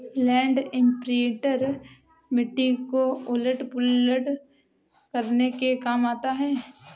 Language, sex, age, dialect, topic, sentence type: Hindi, female, 18-24, Marwari Dhudhari, agriculture, statement